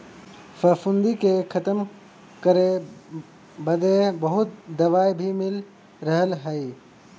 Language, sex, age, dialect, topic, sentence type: Bhojpuri, male, 18-24, Western, agriculture, statement